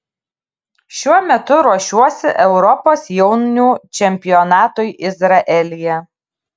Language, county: Lithuanian, Kaunas